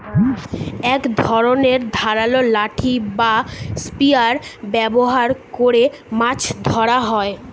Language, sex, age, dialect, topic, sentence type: Bengali, male, 36-40, Standard Colloquial, agriculture, statement